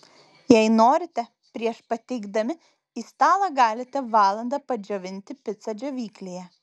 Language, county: Lithuanian, Vilnius